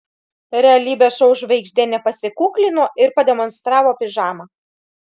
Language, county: Lithuanian, Klaipėda